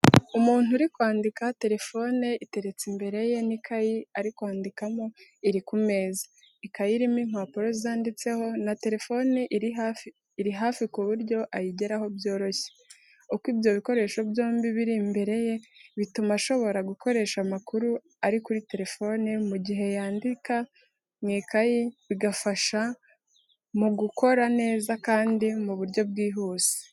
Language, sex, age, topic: Kinyarwanda, female, 18-24, education